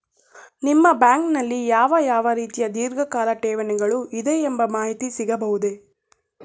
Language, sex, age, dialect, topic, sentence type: Kannada, female, 18-24, Mysore Kannada, banking, question